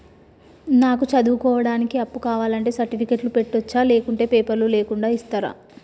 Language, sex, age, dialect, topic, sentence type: Telugu, female, 31-35, Telangana, banking, question